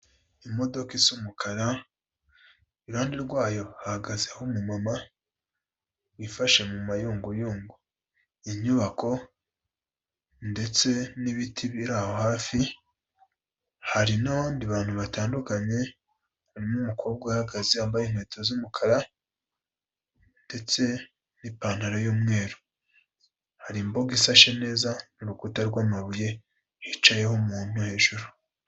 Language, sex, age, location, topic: Kinyarwanda, female, 25-35, Kigali, health